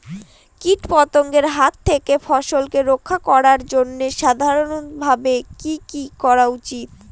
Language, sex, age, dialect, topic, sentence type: Bengali, female, 60-100, Northern/Varendri, agriculture, question